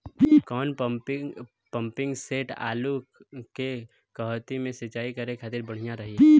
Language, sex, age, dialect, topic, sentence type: Bhojpuri, male, 18-24, Southern / Standard, agriculture, question